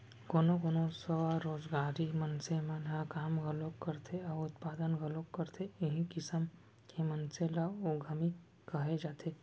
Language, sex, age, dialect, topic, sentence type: Chhattisgarhi, female, 25-30, Central, banking, statement